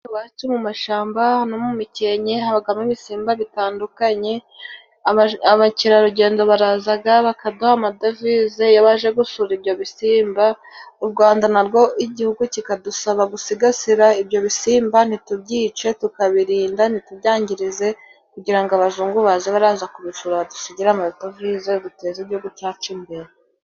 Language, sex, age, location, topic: Kinyarwanda, female, 25-35, Musanze, agriculture